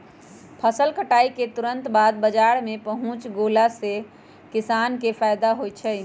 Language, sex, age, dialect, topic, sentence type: Magahi, female, 31-35, Western, agriculture, statement